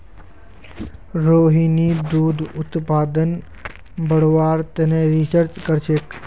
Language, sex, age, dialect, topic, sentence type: Magahi, male, 18-24, Northeastern/Surjapuri, agriculture, statement